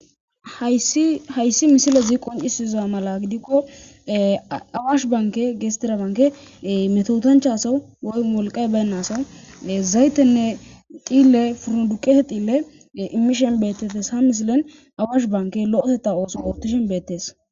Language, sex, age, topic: Gamo, female, 25-35, government